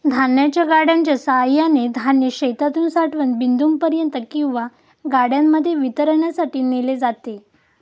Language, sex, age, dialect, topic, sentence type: Marathi, female, 18-24, Standard Marathi, agriculture, statement